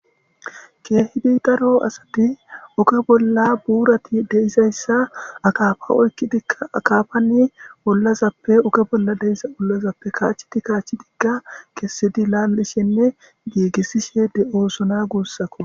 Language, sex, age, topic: Gamo, male, 18-24, government